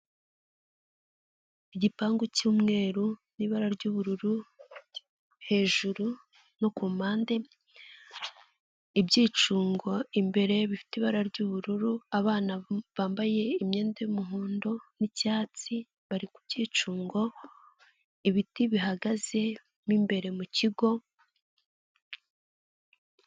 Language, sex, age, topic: Kinyarwanda, female, 25-35, government